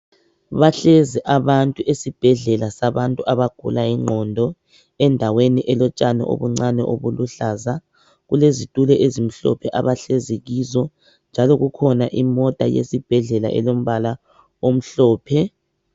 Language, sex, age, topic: North Ndebele, male, 25-35, health